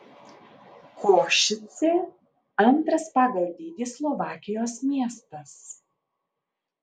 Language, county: Lithuanian, Alytus